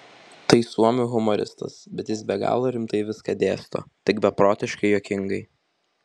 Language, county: Lithuanian, Vilnius